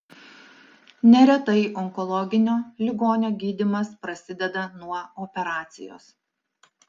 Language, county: Lithuanian, Alytus